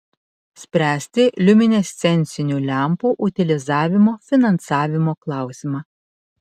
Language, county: Lithuanian, Panevėžys